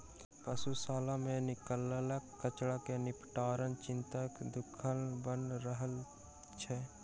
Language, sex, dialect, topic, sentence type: Maithili, male, Southern/Standard, agriculture, statement